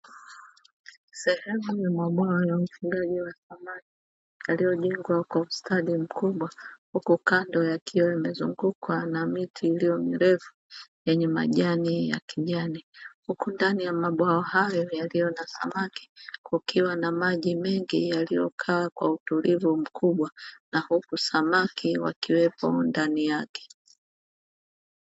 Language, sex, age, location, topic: Swahili, female, 25-35, Dar es Salaam, agriculture